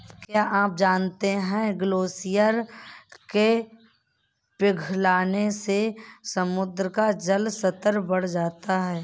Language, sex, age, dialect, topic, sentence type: Hindi, male, 31-35, Kanauji Braj Bhasha, agriculture, statement